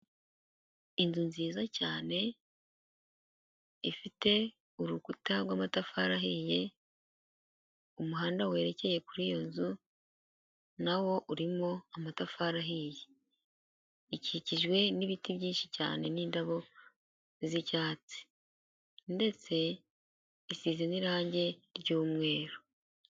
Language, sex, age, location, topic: Kinyarwanda, female, 18-24, Huye, health